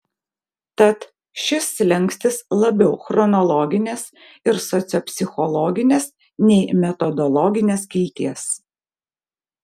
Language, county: Lithuanian, Vilnius